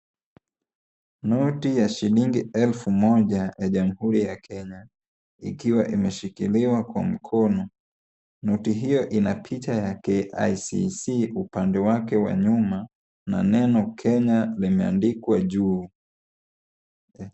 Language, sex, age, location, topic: Swahili, male, 18-24, Kisumu, finance